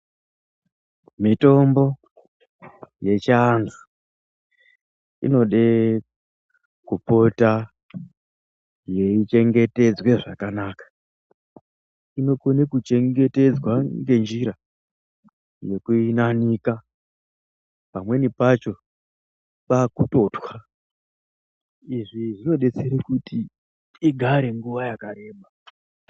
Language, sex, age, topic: Ndau, male, 36-49, health